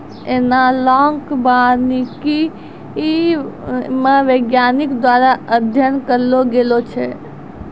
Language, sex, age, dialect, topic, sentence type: Maithili, female, 60-100, Angika, agriculture, statement